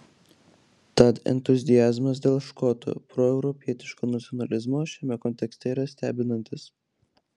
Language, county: Lithuanian, Klaipėda